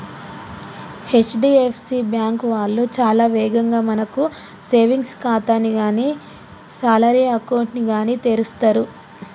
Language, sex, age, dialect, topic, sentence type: Telugu, female, 25-30, Telangana, banking, statement